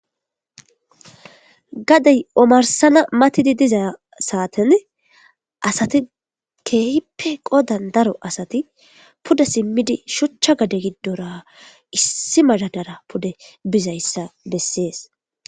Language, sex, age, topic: Gamo, female, 25-35, government